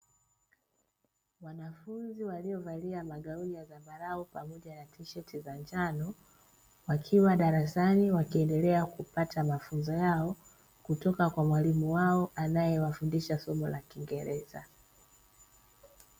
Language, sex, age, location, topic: Swahili, female, 25-35, Dar es Salaam, education